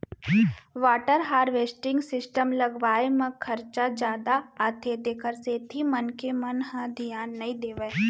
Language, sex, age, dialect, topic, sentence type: Chhattisgarhi, female, 60-100, Central, agriculture, statement